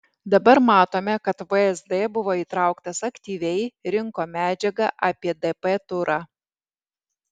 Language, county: Lithuanian, Alytus